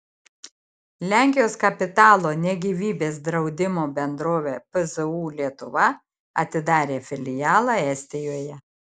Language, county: Lithuanian, Šiauliai